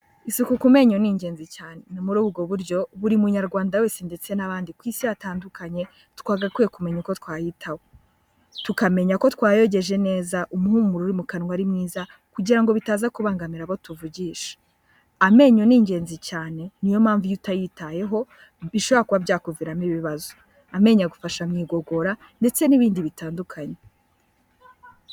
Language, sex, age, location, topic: Kinyarwanda, female, 18-24, Kigali, health